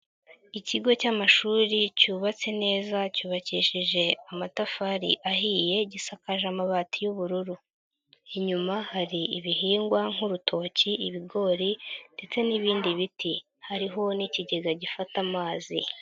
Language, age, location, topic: Kinyarwanda, 50+, Nyagatare, education